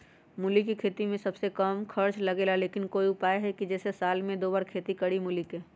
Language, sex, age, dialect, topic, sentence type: Magahi, female, 18-24, Western, agriculture, question